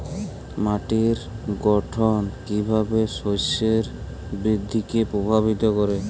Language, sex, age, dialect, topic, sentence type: Bengali, male, 46-50, Jharkhandi, agriculture, statement